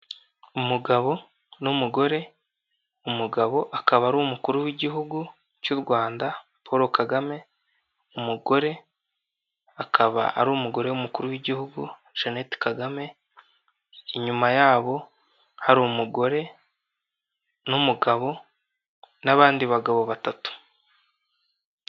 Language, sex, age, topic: Kinyarwanda, male, 18-24, government